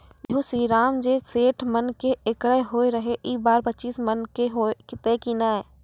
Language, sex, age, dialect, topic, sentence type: Maithili, female, 46-50, Angika, agriculture, question